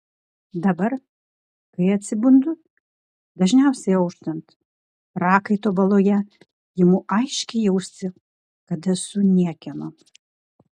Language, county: Lithuanian, Klaipėda